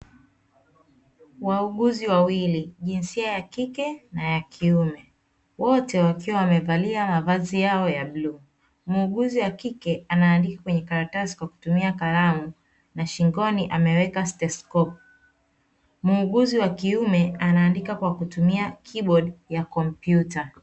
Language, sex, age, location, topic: Swahili, female, 25-35, Dar es Salaam, health